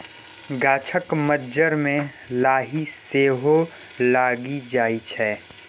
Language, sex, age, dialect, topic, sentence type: Maithili, female, 60-100, Bajjika, agriculture, statement